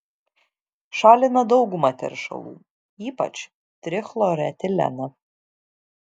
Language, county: Lithuanian, Šiauliai